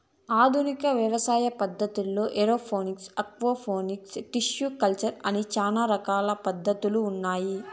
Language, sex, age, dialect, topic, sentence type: Telugu, female, 25-30, Southern, agriculture, statement